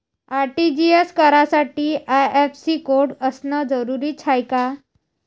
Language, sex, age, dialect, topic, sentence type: Marathi, female, 25-30, Varhadi, banking, question